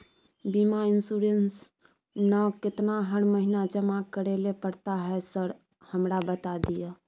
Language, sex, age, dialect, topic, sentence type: Maithili, female, 25-30, Bajjika, banking, question